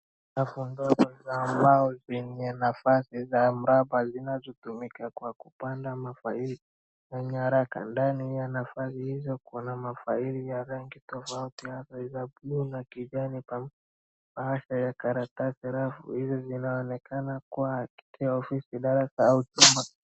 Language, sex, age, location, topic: Swahili, male, 36-49, Wajir, education